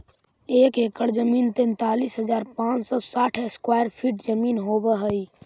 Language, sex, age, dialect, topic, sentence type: Magahi, male, 51-55, Central/Standard, agriculture, statement